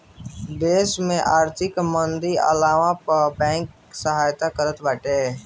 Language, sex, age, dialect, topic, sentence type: Bhojpuri, male, <18, Northern, banking, statement